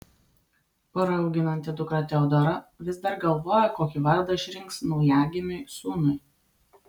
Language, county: Lithuanian, Vilnius